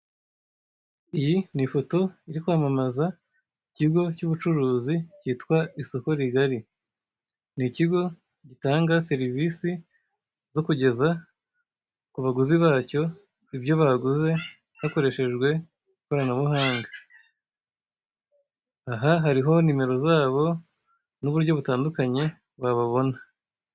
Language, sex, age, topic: Kinyarwanda, male, 25-35, finance